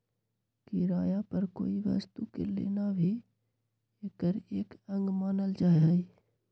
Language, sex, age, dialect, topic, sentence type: Magahi, male, 51-55, Western, banking, statement